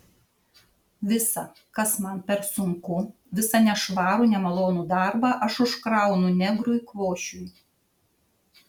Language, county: Lithuanian, Šiauliai